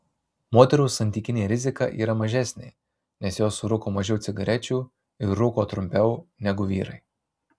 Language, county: Lithuanian, Marijampolė